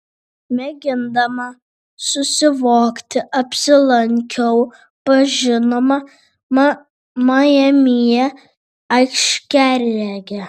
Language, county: Lithuanian, Vilnius